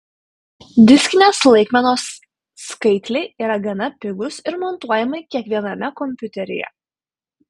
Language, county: Lithuanian, Panevėžys